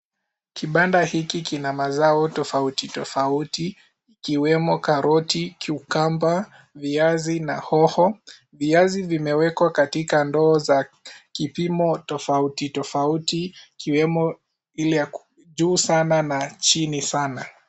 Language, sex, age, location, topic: Swahili, male, 18-24, Kisii, finance